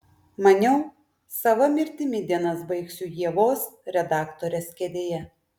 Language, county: Lithuanian, Klaipėda